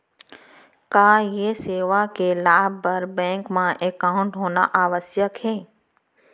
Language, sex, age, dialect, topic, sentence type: Chhattisgarhi, female, 31-35, Central, banking, question